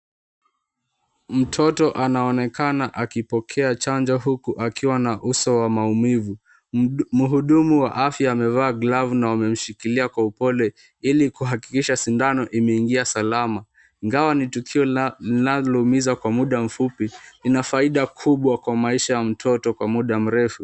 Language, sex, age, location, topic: Swahili, male, 18-24, Mombasa, health